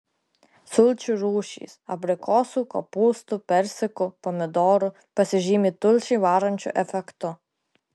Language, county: Lithuanian, Klaipėda